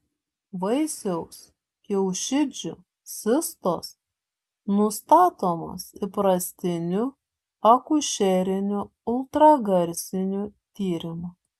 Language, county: Lithuanian, Šiauliai